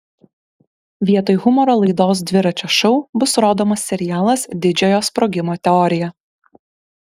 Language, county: Lithuanian, Kaunas